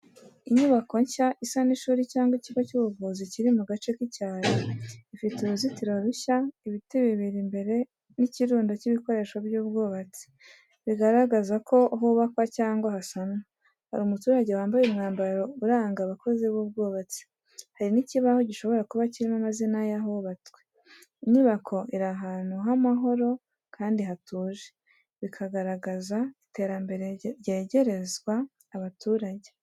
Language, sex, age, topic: Kinyarwanda, female, 18-24, education